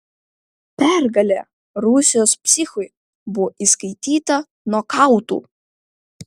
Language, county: Lithuanian, Vilnius